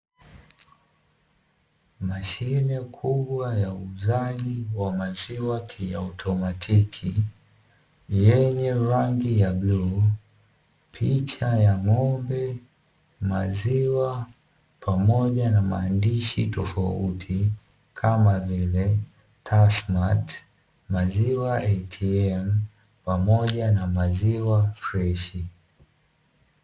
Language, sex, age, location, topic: Swahili, male, 18-24, Dar es Salaam, finance